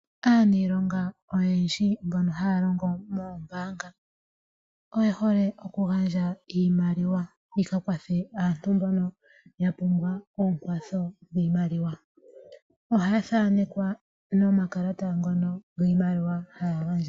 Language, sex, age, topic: Oshiwambo, female, 18-24, finance